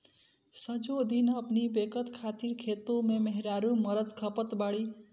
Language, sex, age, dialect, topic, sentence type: Bhojpuri, male, <18, Northern, agriculture, statement